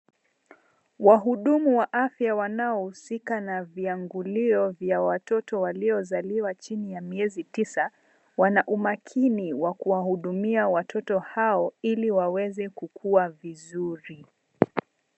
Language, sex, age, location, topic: Swahili, female, 25-35, Mombasa, health